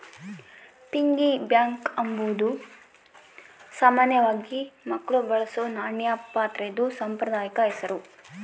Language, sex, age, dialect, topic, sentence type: Kannada, female, 18-24, Central, banking, statement